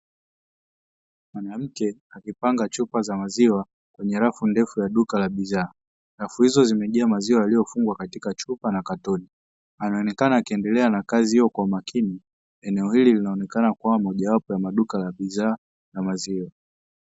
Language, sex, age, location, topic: Swahili, male, 18-24, Dar es Salaam, finance